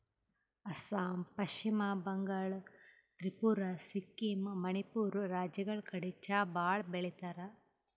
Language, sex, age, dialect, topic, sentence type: Kannada, female, 18-24, Northeastern, agriculture, statement